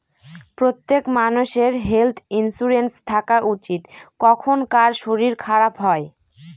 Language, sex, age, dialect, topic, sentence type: Bengali, female, 25-30, Northern/Varendri, banking, statement